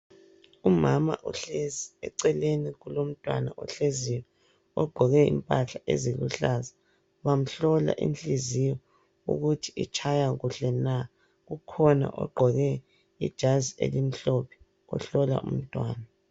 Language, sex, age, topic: North Ndebele, male, 36-49, health